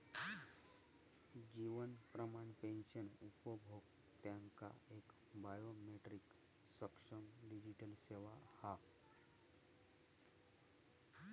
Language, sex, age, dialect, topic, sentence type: Marathi, male, 31-35, Southern Konkan, banking, statement